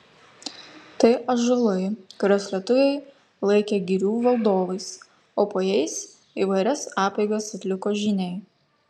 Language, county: Lithuanian, Kaunas